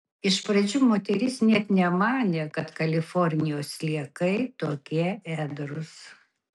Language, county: Lithuanian, Kaunas